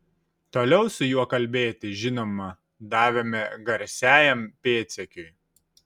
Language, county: Lithuanian, Šiauliai